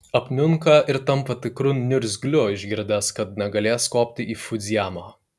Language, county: Lithuanian, Kaunas